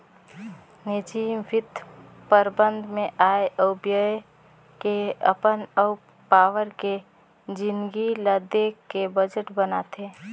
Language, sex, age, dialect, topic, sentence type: Chhattisgarhi, female, 25-30, Northern/Bhandar, banking, statement